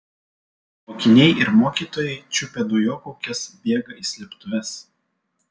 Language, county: Lithuanian, Vilnius